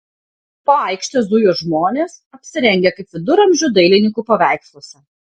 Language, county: Lithuanian, Panevėžys